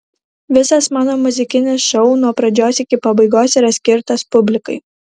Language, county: Lithuanian, Kaunas